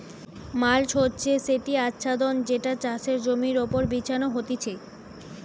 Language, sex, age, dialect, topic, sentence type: Bengali, female, 18-24, Western, agriculture, statement